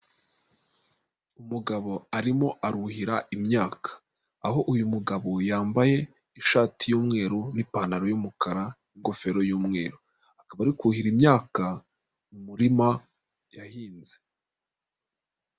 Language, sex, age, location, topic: Kinyarwanda, female, 36-49, Nyagatare, agriculture